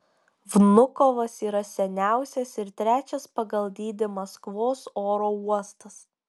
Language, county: Lithuanian, Šiauliai